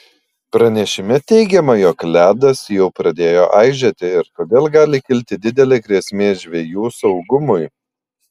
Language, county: Lithuanian, Panevėžys